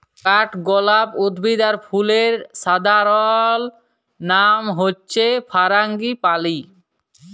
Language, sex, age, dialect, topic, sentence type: Bengali, male, 18-24, Jharkhandi, agriculture, statement